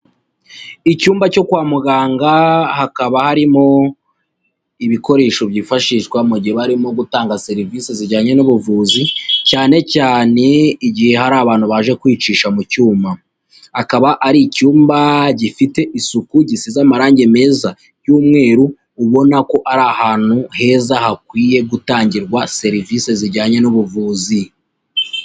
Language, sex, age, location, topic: Kinyarwanda, female, 36-49, Huye, health